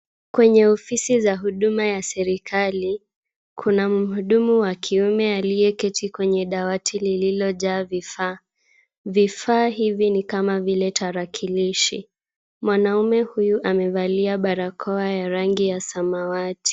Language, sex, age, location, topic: Swahili, female, 18-24, Kisumu, government